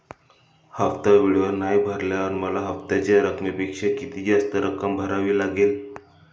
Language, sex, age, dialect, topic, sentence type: Marathi, male, 25-30, Standard Marathi, banking, question